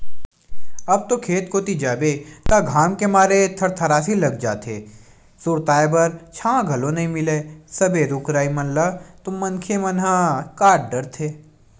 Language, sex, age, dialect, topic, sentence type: Chhattisgarhi, male, 18-24, Western/Budati/Khatahi, agriculture, statement